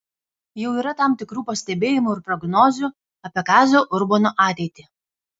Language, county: Lithuanian, Kaunas